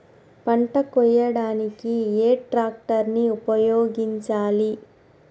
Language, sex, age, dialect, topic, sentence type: Telugu, female, 31-35, Telangana, agriculture, question